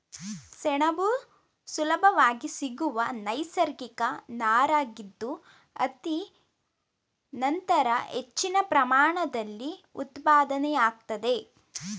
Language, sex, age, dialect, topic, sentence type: Kannada, female, 18-24, Mysore Kannada, agriculture, statement